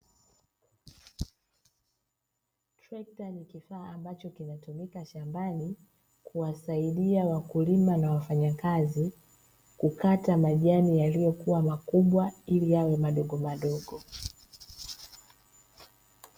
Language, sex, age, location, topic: Swahili, female, 25-35, Dar es Salaam, agriculture